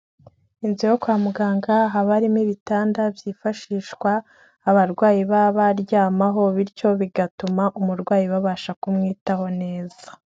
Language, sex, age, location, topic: Kinyarwanda, female, 25-35, Kigali, health